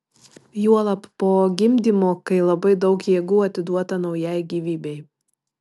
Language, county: Lithuanian, Marijampolė